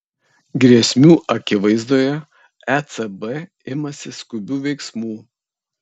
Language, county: Lithuanian, Kaunas